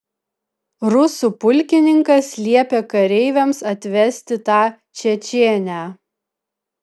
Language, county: Lithuanian, Vilnius